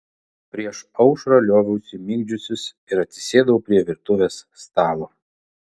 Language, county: Lithuanian, Vilnius